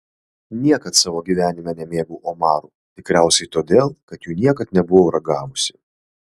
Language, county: Lithuanian, Vilnius